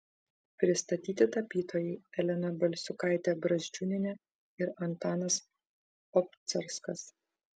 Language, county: Lithuanian, Vilnius